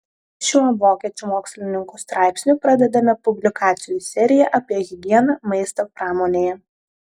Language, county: Lithuanian, Telšiai